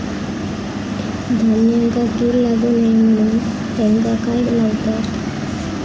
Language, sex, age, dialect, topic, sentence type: Marathi, female, 18-24, Southern Konkan, agriculture, question